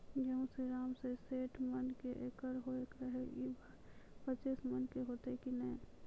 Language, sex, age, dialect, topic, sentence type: Maithili, female, 25-30, Angika, agriculture, question